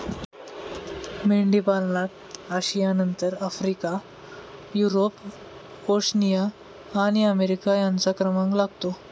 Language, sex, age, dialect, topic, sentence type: Marathi, male, 18-24, Standard Marathi, agriculture, statement